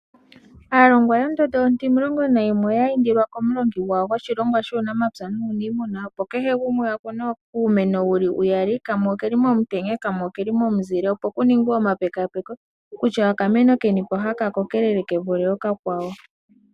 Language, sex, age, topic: Oshiwambo, female, 18-24, agriculture